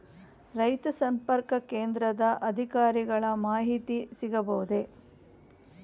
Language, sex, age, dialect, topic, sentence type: Kannada, female, 51-55, Mysore Kannada, agriculture, question